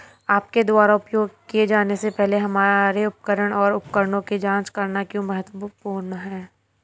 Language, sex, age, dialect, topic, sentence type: Hindi, female, 25-30, Hindustani Malvi Khadi Boli, agriculture, question